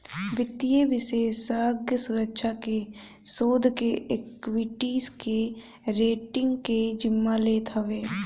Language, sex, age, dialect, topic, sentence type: Bhojpuri, female, 18-24, Northern, banking, statement